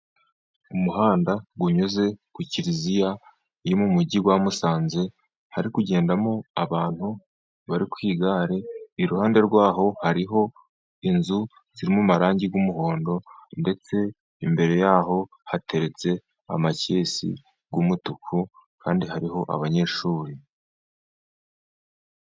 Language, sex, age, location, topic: Kinyarwanda, male, 50+, Musanze, finance